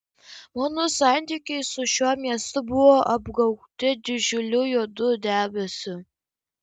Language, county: Lithuanian, Kaunas